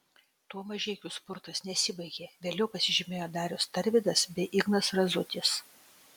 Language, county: Lithuanian, Utena